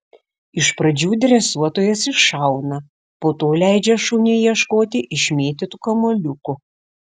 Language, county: Lithuanian, Šiauliai